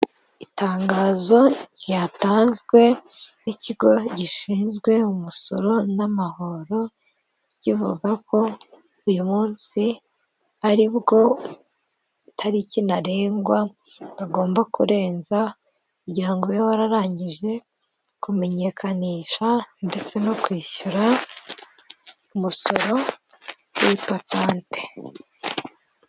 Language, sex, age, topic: Kinyarwanda, female, 18-24, government